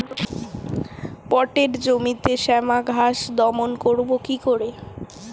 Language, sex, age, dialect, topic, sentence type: Bengali, female, 18-24, Standard Colloquial, agriculture, question